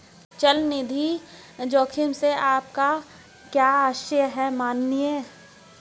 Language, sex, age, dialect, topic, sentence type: Hindi, female, 60-100, Hindustani Malvi Khadi Boli, banking, statement